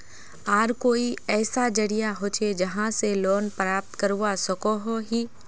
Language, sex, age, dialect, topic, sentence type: Magahi, female, 18-24, Northeastern/Surjapuri, banking, question